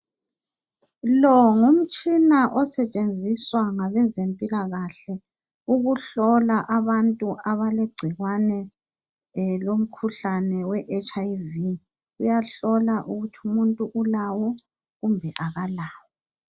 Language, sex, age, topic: North Ndebele, female, 50+, health